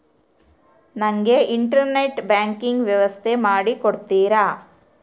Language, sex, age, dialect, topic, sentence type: Kannada, female, 36-40, Central, banking, question